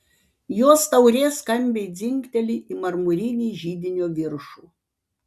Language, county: Lithuanian, Panevėžys